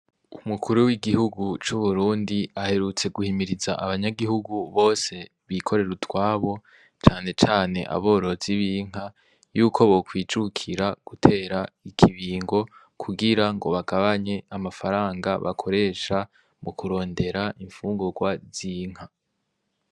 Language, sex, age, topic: Rundi, male, 18-24, agriculture